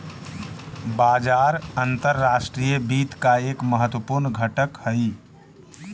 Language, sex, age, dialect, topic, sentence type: Magahi, male, 31-35, Central/Standard, agriculture, statement